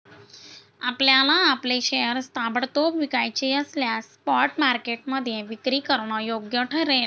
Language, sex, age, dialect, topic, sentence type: Marathi, female, 60-100, Standard Marathi, banking, statement